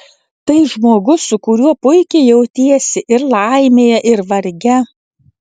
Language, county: Lithuanian, Vilnius